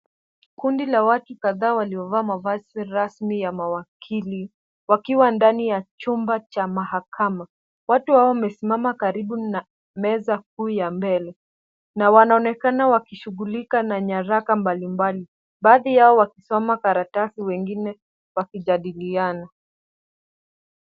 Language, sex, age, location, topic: Swahili, female, 18-24, Kisumu, government